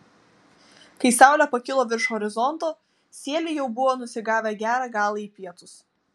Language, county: Lithuanian, Vilnius